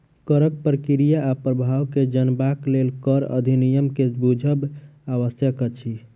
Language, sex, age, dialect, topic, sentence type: Maithili, male, 46-50, Southern/Standard, banking, statement